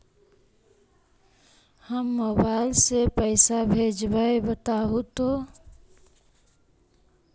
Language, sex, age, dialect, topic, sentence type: Magahi, female, 18-24, Central/Standard, banking, question